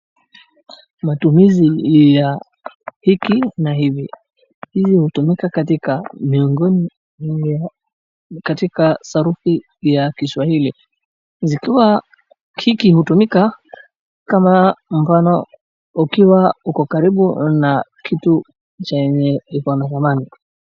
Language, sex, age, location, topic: Swahili, male, 18-24, Wajir, education